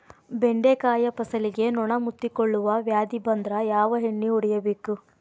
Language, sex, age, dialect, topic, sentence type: Kannada, female, 25-30, Dharwad Kannada, agriculture, question